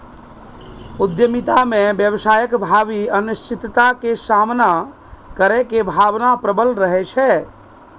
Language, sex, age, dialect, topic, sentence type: Maithili, male, 31-35, Eastern / Thethi, banking, statement